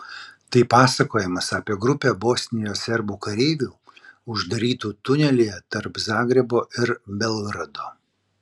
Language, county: Lithuanian, Vilnius